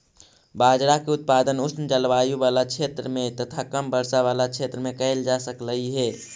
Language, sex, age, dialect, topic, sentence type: Magahi, male, 25-30, Central/Standard, agriculture, statement